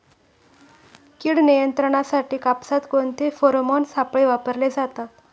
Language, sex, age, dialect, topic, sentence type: Marathi, female, 41-45, Standard Marathi, agriculture, question